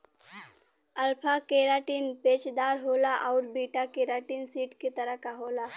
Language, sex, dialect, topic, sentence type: Bhojpuri, female, Western, agriculture, statement